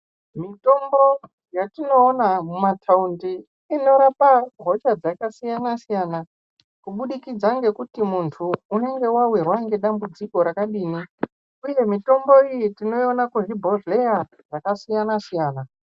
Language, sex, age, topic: Ndau, male, 18-24, health